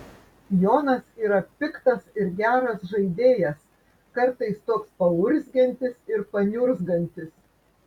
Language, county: Lithuanian, Vilnius